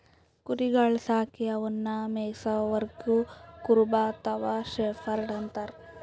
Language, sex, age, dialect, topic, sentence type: Kannada, female, 41-45, Northeastern, agriculture, statement